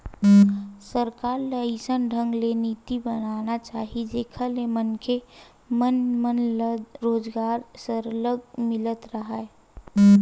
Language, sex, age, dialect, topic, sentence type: Chhattisgarhi, female, 18-24, Western/Budati/Khatahi, banking, statement